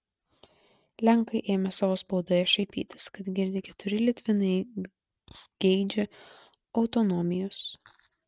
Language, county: Lithuanian, Klaipėda